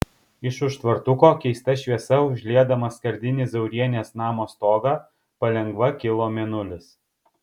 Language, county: Lithuanian, Kaunas